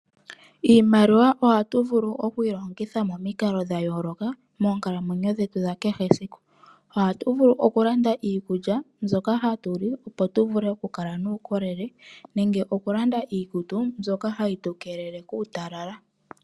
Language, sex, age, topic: Oshiwambo, male, 25-35, finance